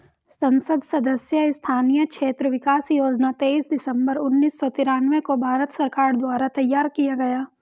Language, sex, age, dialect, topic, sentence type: Hindi, female, 18-24, Hindustani Malvi Khadi Boli, banking, statement